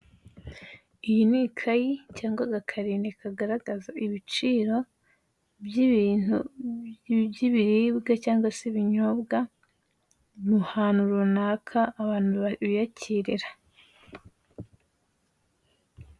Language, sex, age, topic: Kinyarwanda, female, 18-24, finance